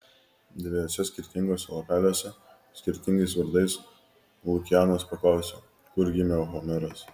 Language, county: Lithuanian, Kaunas